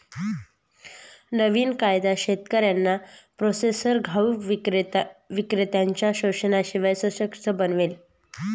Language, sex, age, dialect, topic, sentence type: Marathi, female, 31-35, Northern Konkan, agriculture, statement